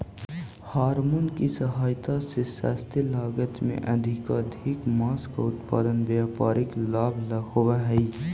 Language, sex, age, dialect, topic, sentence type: Magahi, male, 18-24, Central/Standard, agriculture, statement